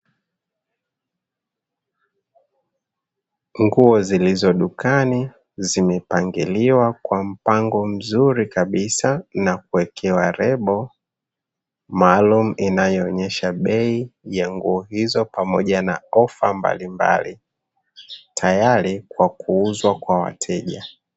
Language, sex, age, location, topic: Swahili, male, 25-35, Dar es Salaam, finance